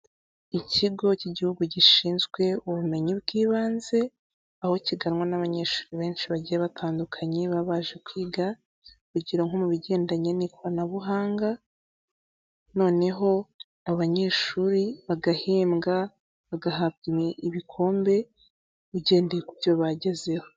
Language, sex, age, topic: Kinyarwanda, female, 18-24, government